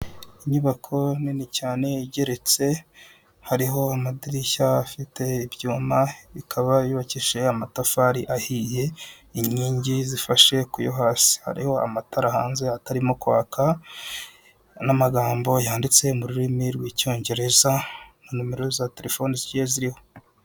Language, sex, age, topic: Kinyarwanda, male, 25-35, finance